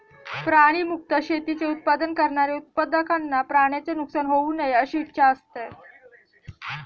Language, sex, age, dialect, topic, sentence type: Marathi, female, 18-24, Standard Marathi, agriculture, statement